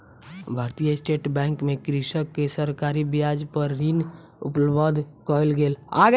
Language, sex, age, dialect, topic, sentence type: Maithili, female, 18-24, Southern/Standard, banking, statement